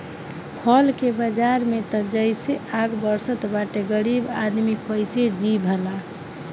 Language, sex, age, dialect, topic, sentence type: Bhojpuri, female, 25-30, Northern, agriculture, statement